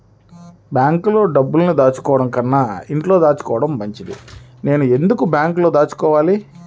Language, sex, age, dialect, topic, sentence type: Telugu, male, 31-35, Central/Coastal, banking, question